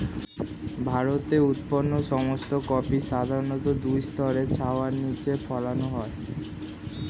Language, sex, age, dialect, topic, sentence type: Bengali, male, 18-24, Standard Colloquial, agriculture, statement